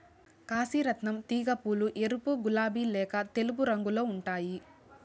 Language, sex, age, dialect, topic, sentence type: Telugu, female, 18-24, Southern, agriculture, statement